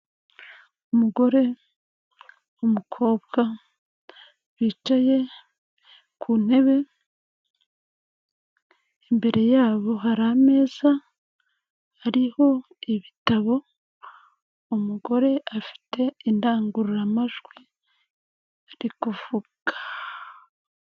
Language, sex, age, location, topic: Kinyarwanda, female, 36-49, Kigali, government